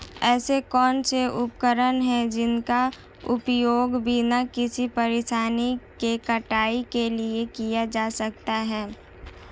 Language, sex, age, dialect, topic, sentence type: Hindi, female, 18-24, Marwari Dhudhari, agriculture, question